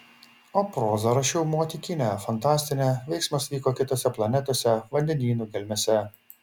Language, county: Lithuanian, Šiauliai